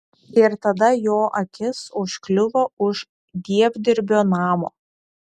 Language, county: Lithuanian, Šiauliai